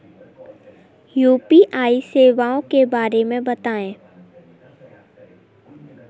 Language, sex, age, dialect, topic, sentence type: Hindi, female, 60-100, Kanauji Braj Bhasha, banking, question